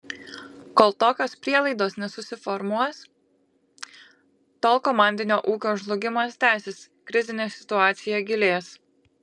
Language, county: Lithuanian, Kaunas